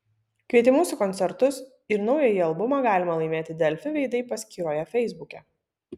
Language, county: Lithuanian, Vilnius